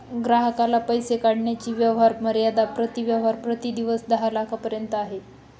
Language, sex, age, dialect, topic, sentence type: Marathi, female, 25-30, Northern Konkan, banking, statement